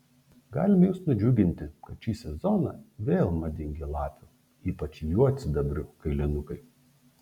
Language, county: Lithuanian, Šiauliai